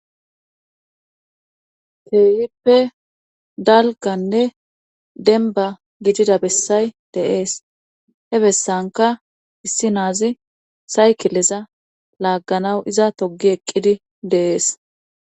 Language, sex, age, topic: Gamo, male, 25-35, government